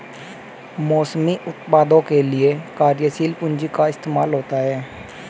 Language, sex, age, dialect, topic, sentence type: Hindi, male, 18-24, Hindustani Malvi Khadi Boli, banking, statement